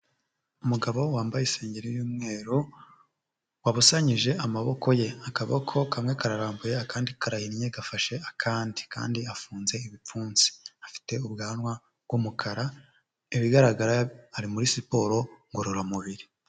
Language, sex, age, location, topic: Kinyarwanda, male, 25-35, Huye, health